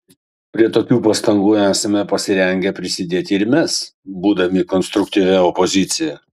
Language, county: Lithuanian, Kaunas